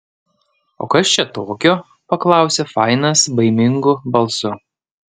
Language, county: Lithuanian, Panevėžys